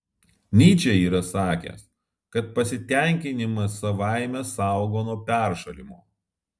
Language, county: Lithuanian, Alytus